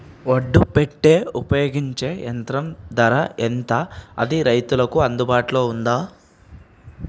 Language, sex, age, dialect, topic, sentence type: Telugu, male, 18-24, Telangana, agriculture, question